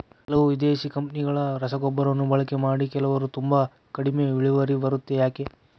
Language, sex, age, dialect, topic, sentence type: Kannada, male, 18-24, Central, agriculture, question